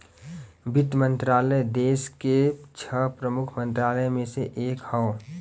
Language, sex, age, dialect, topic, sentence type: Bhojpuri, male, 18-24, Western, banking, statement